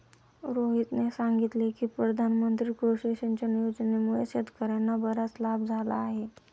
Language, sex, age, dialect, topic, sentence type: Marathi, male, 25-30, Standard Marathi, agriculture, statement